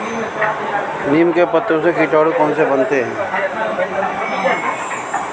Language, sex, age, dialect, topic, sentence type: Hindi, male, 36-40, Kanauji Braj Bhasha, agriculture, question